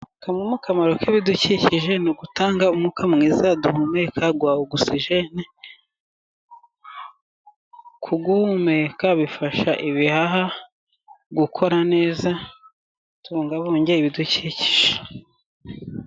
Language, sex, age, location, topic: Kinyarwanda, female, 36-49, Musanze, agriculture